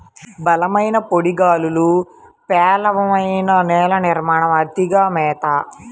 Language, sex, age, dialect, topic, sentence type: Telugu, female, 25-30, Central/Coastal, agriculture, statement